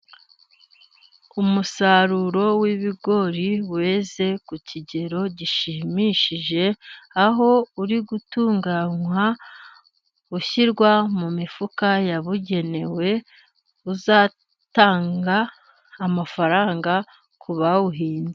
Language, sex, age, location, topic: Kinyarwanda, female, 25-35, Musanze, agriculture